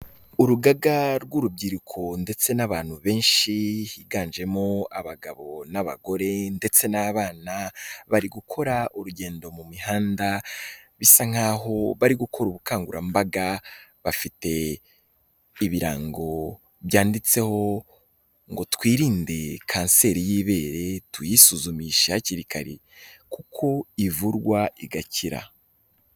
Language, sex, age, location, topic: Kinyarwanda, male, 18-24, Kigali, health